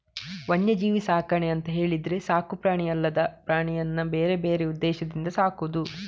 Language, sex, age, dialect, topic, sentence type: Kannada, male, 31-35, Coastal/Dakshin, agriculture, statement